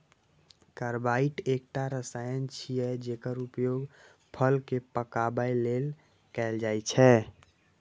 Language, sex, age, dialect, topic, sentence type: Maithili, male, 18-24, Eastern / Thethi, agriculture, statement